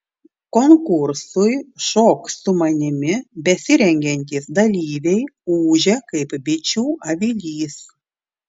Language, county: Lithuanian, Klaipėda